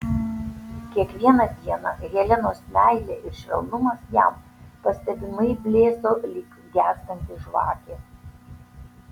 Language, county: Lithuanian, Tauragė